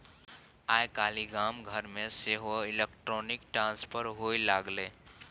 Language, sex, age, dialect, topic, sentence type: Maithili, male, 18-24, Bajjika, banking, statement